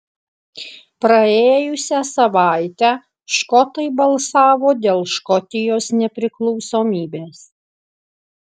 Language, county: Lithuanian, Alytus